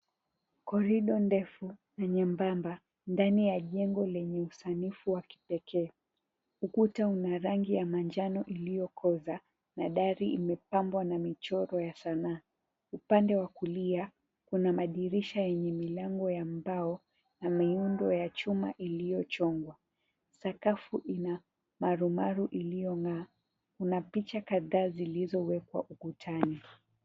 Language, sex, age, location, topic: Swahili, female, 18-24, Mombasa, government